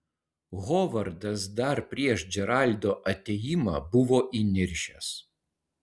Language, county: Lithuanian, Utena